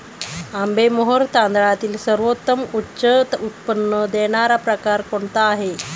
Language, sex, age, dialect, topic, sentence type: Marathi, female, 31-35, Standard Marathi, agriculture, question